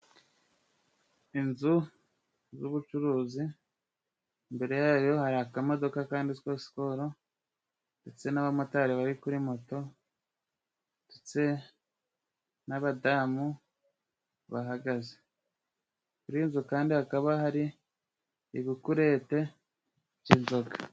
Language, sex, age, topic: Kinyarwanda, male, 25-35, finance